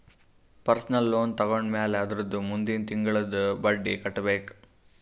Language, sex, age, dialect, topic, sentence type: Kannada, male, 18-24, Northeastern, banking, statement